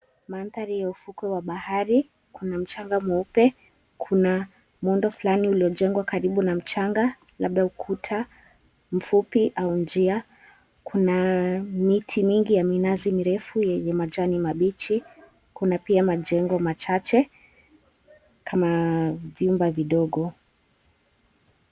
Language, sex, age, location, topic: Swahili, female, 18-24, Mombasa, agriculture